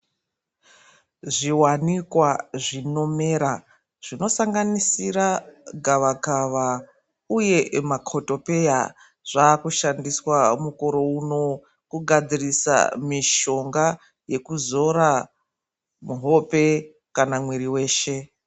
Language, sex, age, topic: Ndau, female, 25-35, health